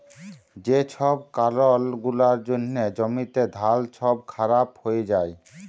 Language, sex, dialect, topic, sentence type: Bengali, male, Jharkhandi, agriculture, statement